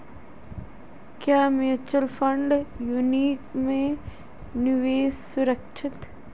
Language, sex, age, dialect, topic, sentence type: Hindi, female, 18-24, Marwari Dhudhari, banking, question